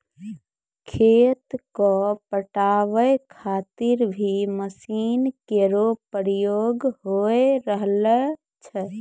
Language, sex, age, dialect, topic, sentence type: Maithili, female, 18-24, Angika, agriculture, statement